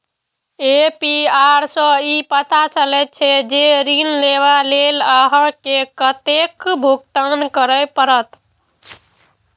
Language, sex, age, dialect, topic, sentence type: Maithili, female, 18-24, Eastern / Thethi, banking, statement